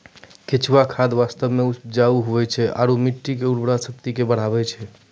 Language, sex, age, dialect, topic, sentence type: Maithili, male, 25-30, Angika, agriculture, statement